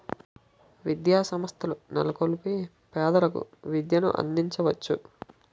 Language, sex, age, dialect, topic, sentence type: Telugu, male, 18-24, Utterandhra, banking, statement